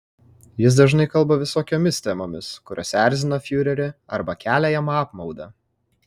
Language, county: Lithuanian, Kaunas